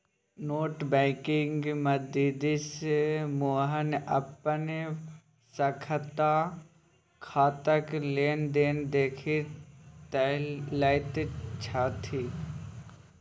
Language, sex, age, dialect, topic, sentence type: Maithili, male, 18-24, Bajjika, banking, statement